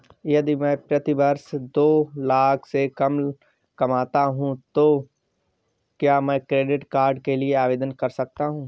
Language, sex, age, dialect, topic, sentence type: Hindi, male, 36-40, Awadhi Bundeli, banking, question